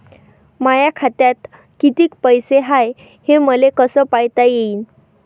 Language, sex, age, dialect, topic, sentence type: Marathi, female, 18-24, Varhadi, banking, question